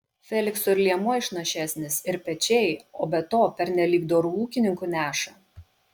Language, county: Lithuanian, Kaunas